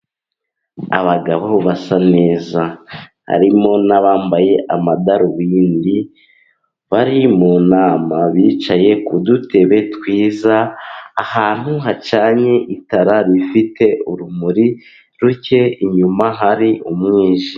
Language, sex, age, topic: Kinyarwanda, male, 18-24, government